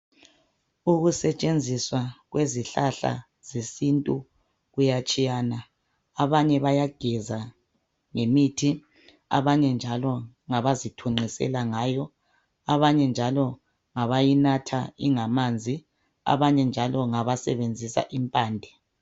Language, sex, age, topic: North Ndebele, male, 36-49, health